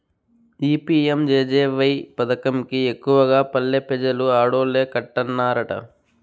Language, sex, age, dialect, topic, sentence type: Telugu, male, 25-30, Southern, banking, statement